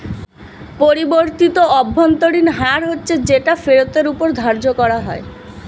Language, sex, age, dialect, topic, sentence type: Bengali, female, 25-30, Standard Colloquial, banking, statement